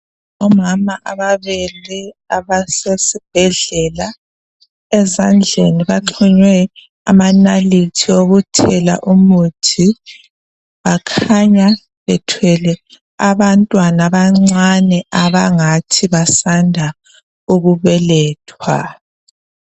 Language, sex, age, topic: North Ndebele, female, 25-35, health